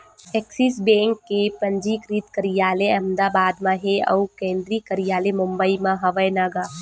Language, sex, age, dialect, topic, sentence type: Chhattisgarhi, female, 18-24, Western/Budati/Khatahi, banking, statement